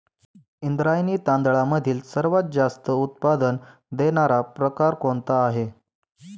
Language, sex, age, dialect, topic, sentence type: Marathi, male, 18-24, Standard Marathi, agriculture, question